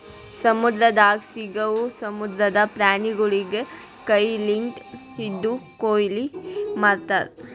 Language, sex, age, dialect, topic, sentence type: Kannada, female, 25-30, Northeastern, agriculture, statement